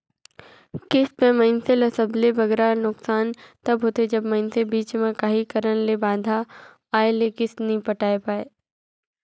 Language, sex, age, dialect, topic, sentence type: Chhattisgarhi, female, 56-60, Northern/Bhandar, banking, statement